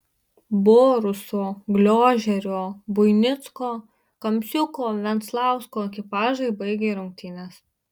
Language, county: Lithuanian, Marijampolė